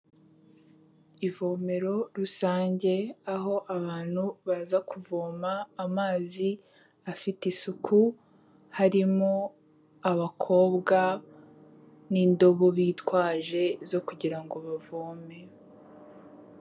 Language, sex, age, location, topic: Kinyarwanda, female, 18-24, Kigali, health